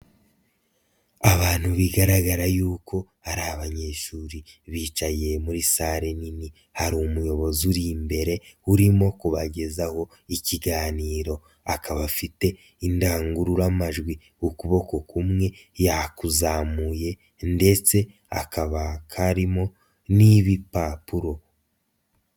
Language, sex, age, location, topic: Kinyarwanda, male, 50+, Nyagatare, education